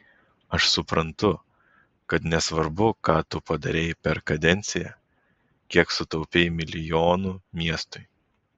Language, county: Lithuanian, Vilnius